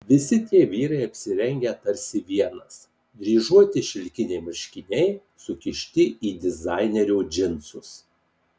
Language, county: Lithuanian, Marijampolė